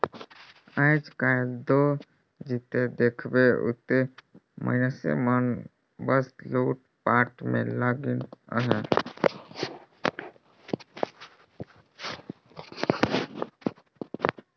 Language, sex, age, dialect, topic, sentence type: Chhattisgarhi, male, 18-24, Northern/Bhandar, banking, statement